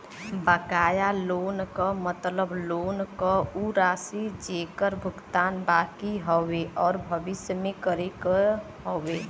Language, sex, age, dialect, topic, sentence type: Bhojpuri, female, 31-35, Western, banking, statement